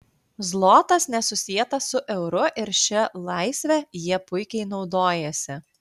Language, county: Lithuanian, Klaipėda